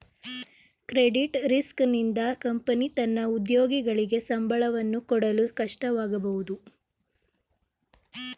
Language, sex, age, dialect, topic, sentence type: Kannada, female, 18-24, Mysore Kannada, banking, statement